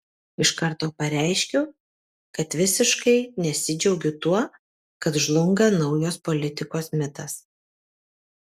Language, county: Lithuanian, Kaunas